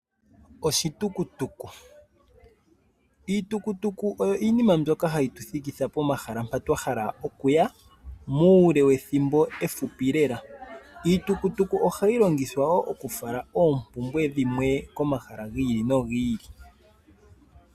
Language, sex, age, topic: Oshiwambo, male, 25-35, finance